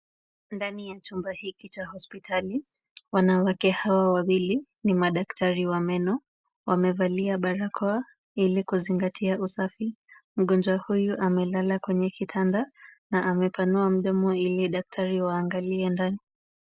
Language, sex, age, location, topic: Swahili, female, 25-35, Kisumu, health